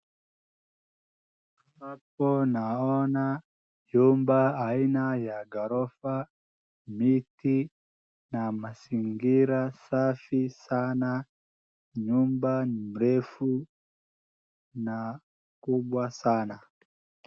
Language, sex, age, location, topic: Swahili, male, 18-24, Wajir, education